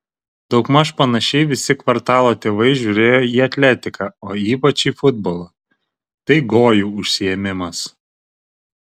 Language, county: Lithuanian, Vilnius